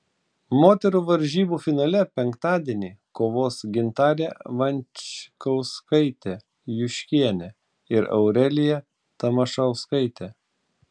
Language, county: Lithuanian, Klaipėda